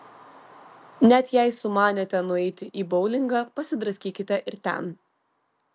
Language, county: Lithuanian, Vilnius